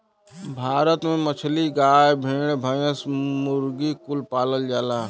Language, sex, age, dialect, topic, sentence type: Bhojpuri, male, 36-40, Western, agriculture, statement